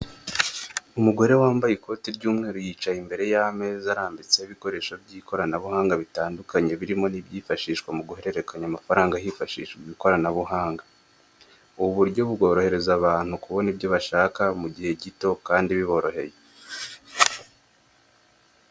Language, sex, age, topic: Kinyarwanda, male, 18-24, finance